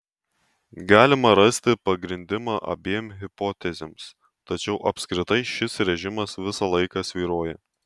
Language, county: Lithuanian, Tauragė